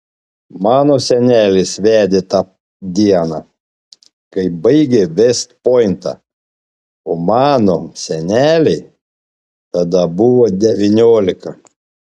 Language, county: Lithuanian, Panevėžys